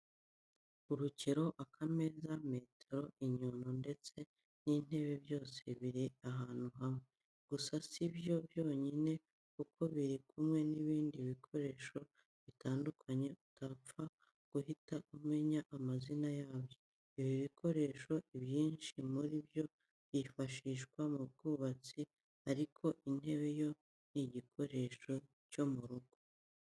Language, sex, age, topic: Kinyarwanda, female, 25-35, education